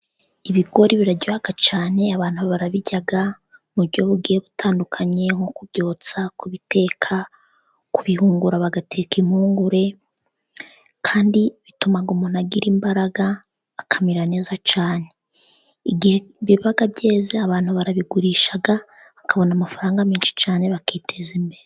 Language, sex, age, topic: Kinyarwanda, female, 18-24, agriculture